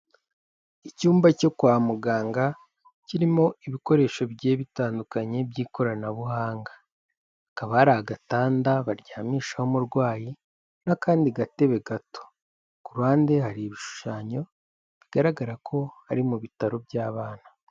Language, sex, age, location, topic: Kinyarwanda, male, 18-24, Kigali, health